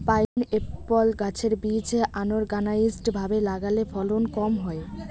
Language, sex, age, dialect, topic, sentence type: Bengali, female, 18-24, Rajbangshi, agriculture, question